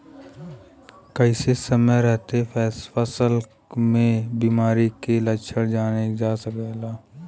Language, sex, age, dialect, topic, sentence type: Bhojpuri, male, 18-24, Western, agriculture, question